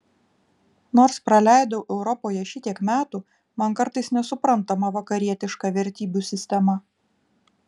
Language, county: Lithuanian, Vilnius